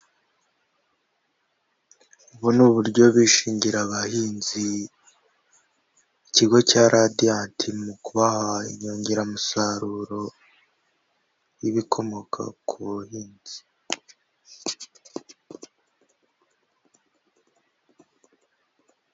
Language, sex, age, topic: Kinyarwanda, female, 25-35, finance